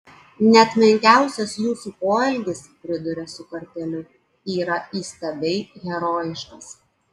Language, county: Lithuanian, Klaipėda